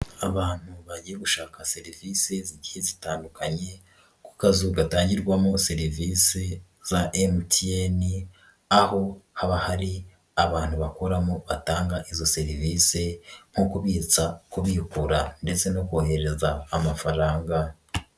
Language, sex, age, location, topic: Kinyarwanda, female, 36-49, Nyagatare, finance